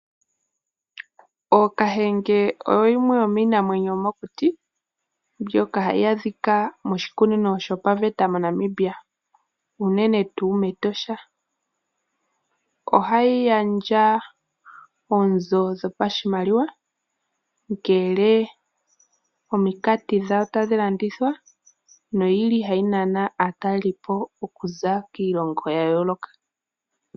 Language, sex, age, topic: Oshiwambo, female, 18-24, agriculture